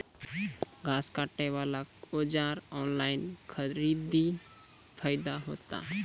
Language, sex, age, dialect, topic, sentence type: Maithili, male, 18-24, Angika, agriculture, question